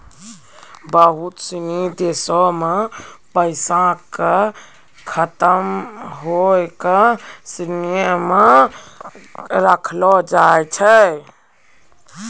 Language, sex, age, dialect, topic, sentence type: Maithili, female, 36-40, Angika, banking, statement